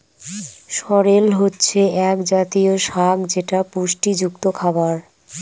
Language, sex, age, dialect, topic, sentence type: Bengali, female, 25-30, Northern/Varendri, agriculture, statement